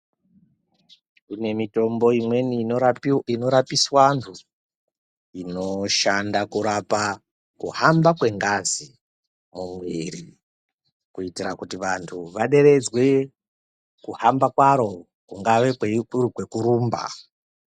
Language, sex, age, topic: Ndau, female, 36-49, health